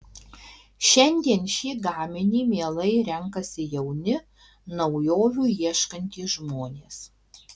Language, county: Lithuanian, Alytus